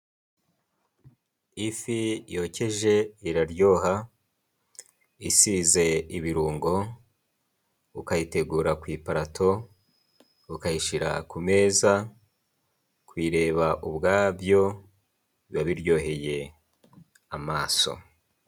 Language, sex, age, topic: Kinyarwanda, male, 36-49, finance